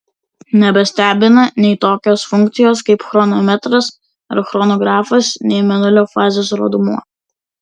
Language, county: Lithuanian, Vilnius